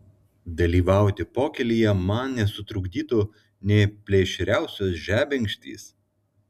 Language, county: Lithuanian, Klaipėda